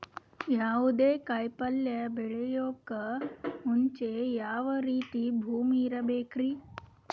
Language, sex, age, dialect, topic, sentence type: Kannada, female, 18-24, Northeastern, agriculture, question